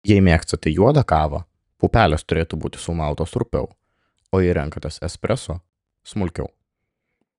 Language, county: Lithuanian, Klaipėda